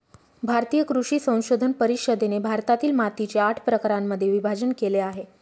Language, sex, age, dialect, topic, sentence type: Marathi, female, 36-40, Northern Konkan, agriculture, statement